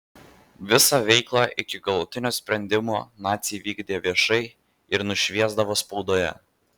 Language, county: Lithuanian, Vilnius